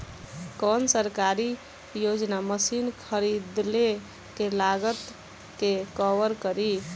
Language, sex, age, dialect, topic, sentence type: Bhojpuri, female, 18-24, Southern / Standard, agriculture, question